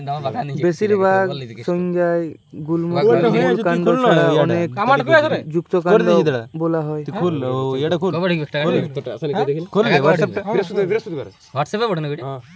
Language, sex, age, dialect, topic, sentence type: Bengali, male, 18-24, Western, agriculture, statement